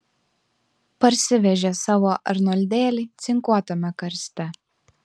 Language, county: Lithuanian, Klaipėda